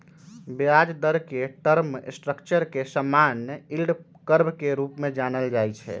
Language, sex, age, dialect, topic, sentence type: Magahi, male, 18-24, Western, banking, statement